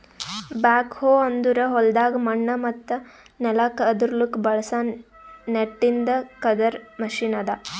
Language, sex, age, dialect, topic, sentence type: Kannada, female, 18-24, Northeastern, agriculture, statement